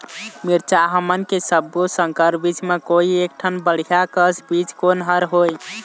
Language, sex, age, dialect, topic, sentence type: Chhattisgarhi, male, 18-24, Eastern, agriculture, question